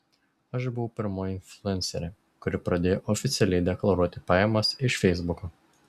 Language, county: Lithuanian, Šiauliai